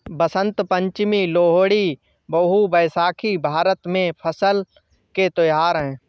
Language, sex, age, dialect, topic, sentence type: Hindi, male, 25-30, Awadhi Bundeli, agriculture, statement